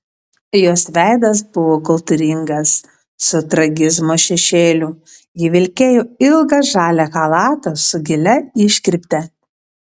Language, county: Lithuanian, Panevėžys